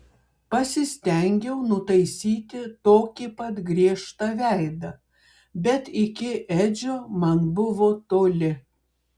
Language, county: Lithuanian, Klaipėda